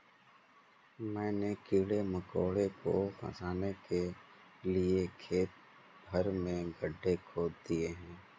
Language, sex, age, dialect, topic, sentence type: Hindi, female, 56-60, Marwari Dhudhari, agriculture, statement